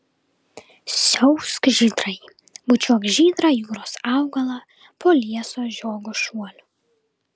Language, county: Lithuanian, Vilnius